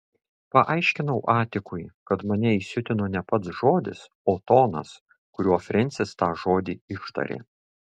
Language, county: Lithuanian, Šiauliai